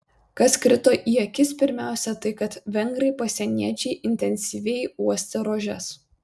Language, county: Lithuanian, Vilnius